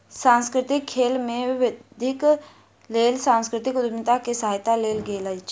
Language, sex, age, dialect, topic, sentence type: Maithili, female, 51-55, Southern/Standard, banking, statement